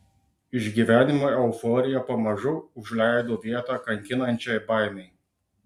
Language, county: Lithuanian, Klaipėda